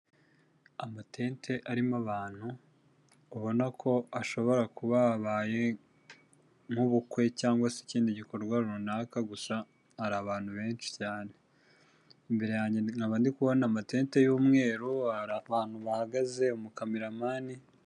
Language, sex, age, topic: Kinyarwanda, male, 25-35, government